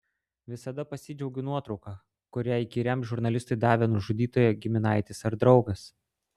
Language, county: Lithuanian, Klaipėda